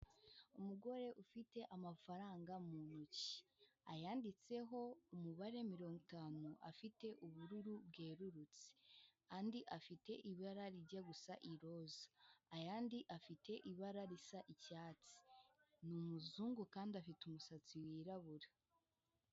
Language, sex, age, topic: Kinyarwanda, female, 18-24, finance